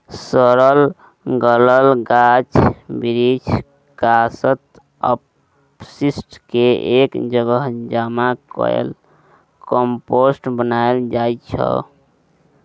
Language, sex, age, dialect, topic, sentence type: Maithili, male, 18-24, Bajjika, agriculture, statement